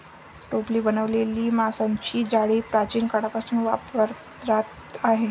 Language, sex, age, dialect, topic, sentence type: Marathi, female, 25-30, Varhadi, agriculture, statement